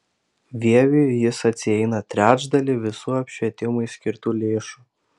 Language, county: Lithuanian, Panevėžys